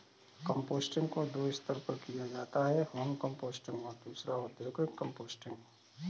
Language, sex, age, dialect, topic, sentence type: Hindi, male, 36-40, Kanauji Braj Bhasha, agriculture, statement